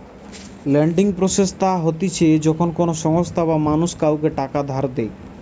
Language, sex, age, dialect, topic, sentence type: Bengali, male, 18-24, Western, banking, statement